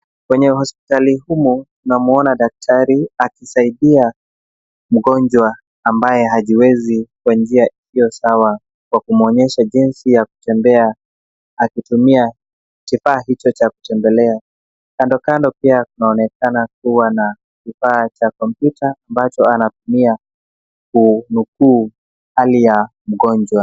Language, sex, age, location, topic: Swahili, male, 25-35, Nairobi, health